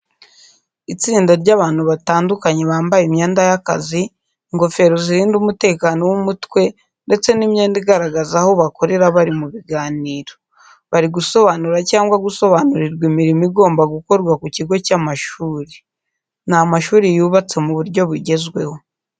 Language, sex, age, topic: Kinyarwanda, female, 18-24, education